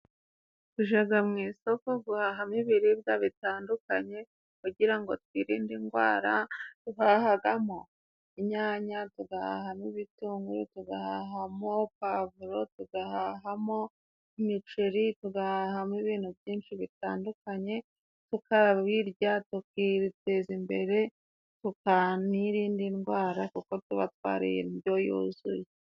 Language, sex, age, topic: Kinyarwanda, female, 25-35, finance